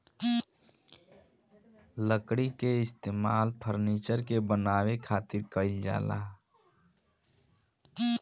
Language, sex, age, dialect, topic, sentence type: Bhojpuri, male, 25-30, Southern / Standard, agriculture, statement